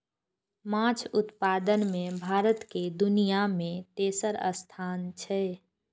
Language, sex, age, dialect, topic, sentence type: Maithili, female, 46-50, Eastern / Thethi, agriculture, statement